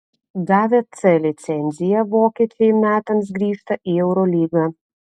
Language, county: Lithuanian, Telšiai